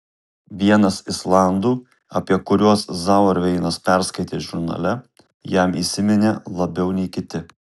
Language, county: Lithuanian, Kaunas